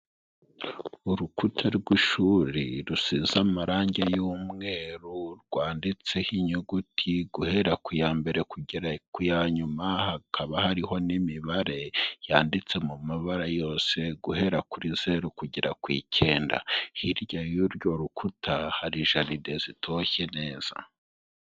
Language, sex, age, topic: Kinyarwanda, male, 25-35, education